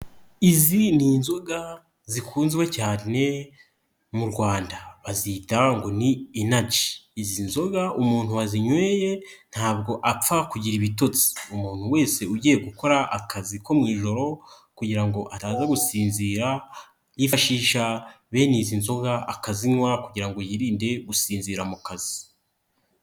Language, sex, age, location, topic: Kinyarwanda, male, 25-35, Nyagatare, finance